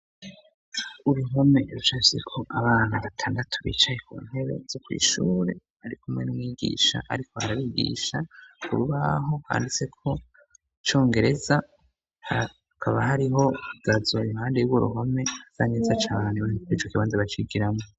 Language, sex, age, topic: Rundi, male, 25-35, education